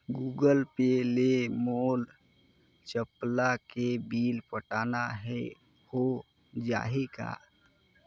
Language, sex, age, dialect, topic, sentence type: Chhattisgarhi, male, 25-30, Northern/Bhandar, banking, question